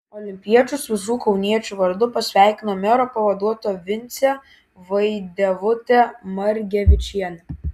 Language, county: Lithuanian, Vilnius